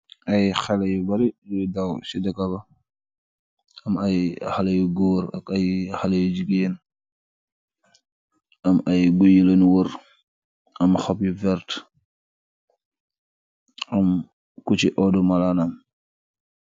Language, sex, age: Wolof, male, 25-35